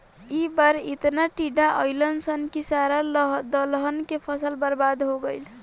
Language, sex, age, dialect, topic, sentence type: Bhojpuri, female, 18-24, Southern / Standard, agriculture, statement